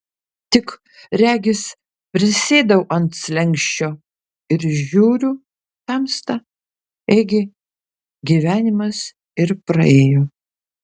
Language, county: Lithuanian, Kaunas